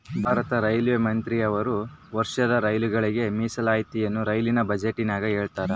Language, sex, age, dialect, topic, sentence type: Kannada, male, 18-24, Central, banking, statement